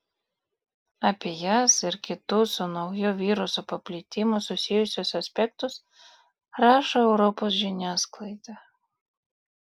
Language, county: Lithuanian, Vilnius